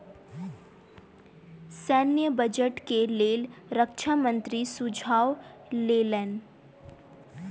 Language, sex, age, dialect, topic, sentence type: Maithili, female, 18-24, Southern/Standard, banking, statement